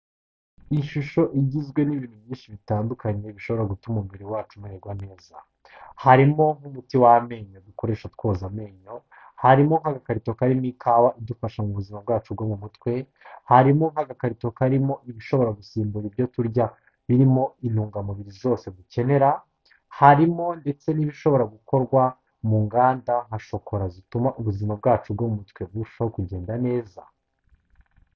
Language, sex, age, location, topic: Kinyarwanda, male, 25-35, Kigali, health